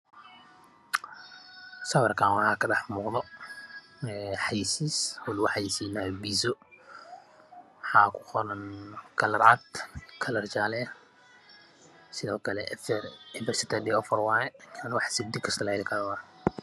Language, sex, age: Somali, male, 25-35